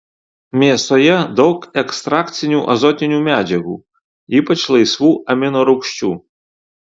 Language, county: Lithuanian, Alytus